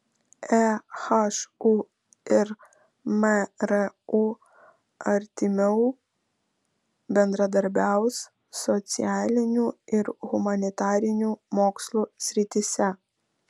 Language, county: Lithuanian, Vilnius